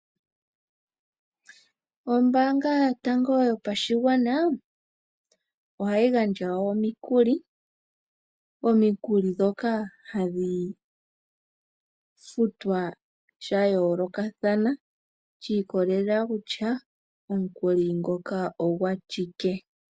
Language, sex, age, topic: Oshiwambo, female, 18-24, finance